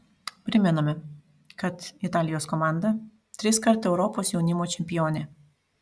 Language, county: Lithuanian, Panevėžys